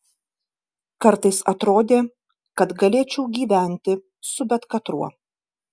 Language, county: Lithuanian, Kaunas